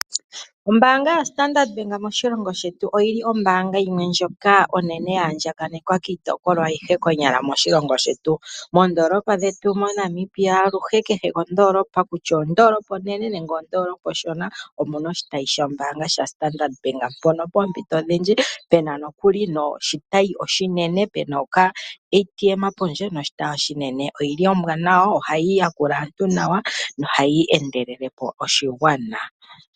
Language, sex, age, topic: Oshiwambo, female, 25-35, finance